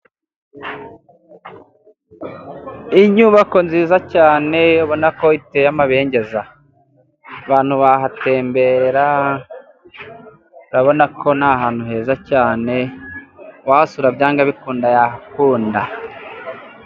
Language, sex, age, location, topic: Kinyarwanda, male, 18-24, Musanze, government